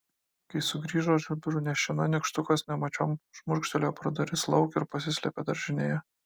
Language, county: Lithuanian, Kaunas